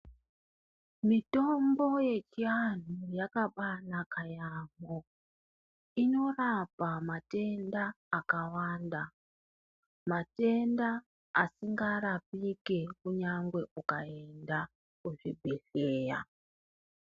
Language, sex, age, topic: Ndau, female, 36-49, health